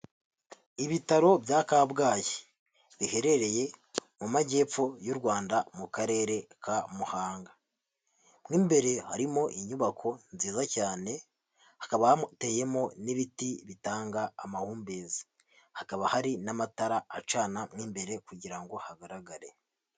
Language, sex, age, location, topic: Kinyarwanda, male, 50+, Huye, health